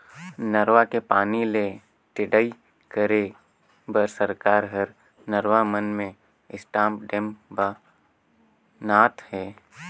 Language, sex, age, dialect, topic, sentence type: Chhattisgarhi, male, 18-24, Northern/Bhandar, agriculture, statement